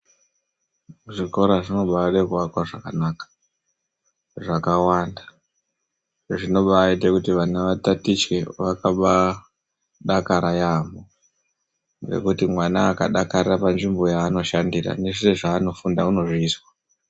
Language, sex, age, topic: Ndau, male, 25-35, education